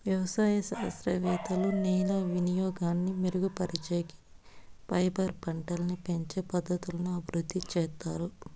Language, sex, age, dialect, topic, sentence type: Telugu, female, 25-30, Southern, agriculture, statement